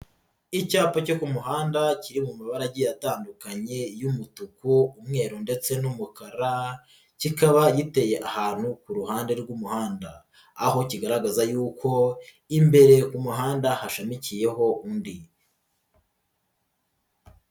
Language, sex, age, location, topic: Kinyarwanda, male, 50+, Nyagatare, government